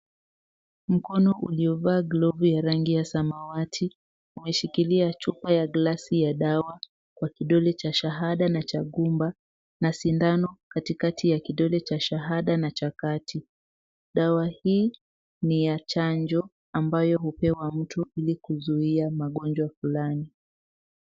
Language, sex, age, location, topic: Swahili, female, 18-24, Mombasa, health